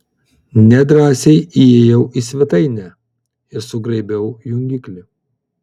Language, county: Lithuanian, Vilnius